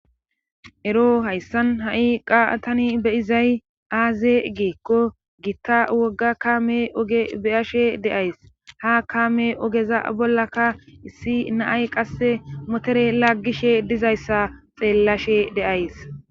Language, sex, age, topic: Gamo, female, 18-24, government